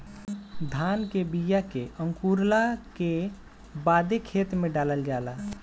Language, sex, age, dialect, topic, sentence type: Bhojpuri, male, 25-30, Southern / Standard, agriculture, statement